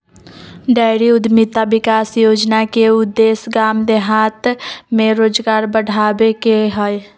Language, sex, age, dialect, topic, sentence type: Magahi, female, 25-30, Western, agriculture, statement